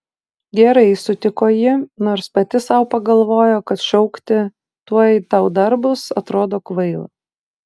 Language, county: Lithuanian, Utena